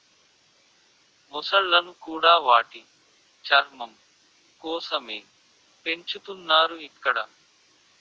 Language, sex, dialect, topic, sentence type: Telugu, male, Utterandhra, agriculture, statement